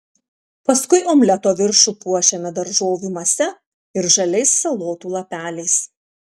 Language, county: Lithuanian, Panevėžys